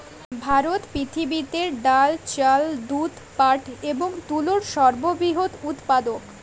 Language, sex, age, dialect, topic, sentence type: Bengali, female, <18, Jharkhandi, agriculture, statement